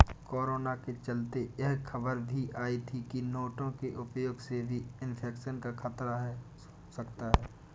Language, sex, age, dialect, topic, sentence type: Hindi, male, 18-24, Awadhi Bundeli, banking, statement